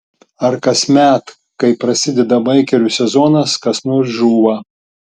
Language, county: Lithuanian, Tauragė